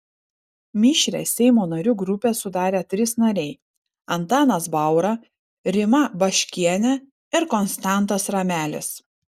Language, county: Lithuanian, Vilnius